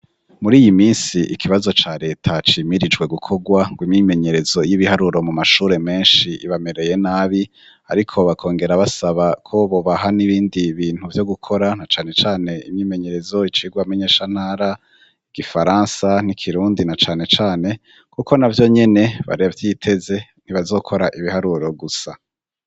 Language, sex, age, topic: Rundi, male, 25-35, education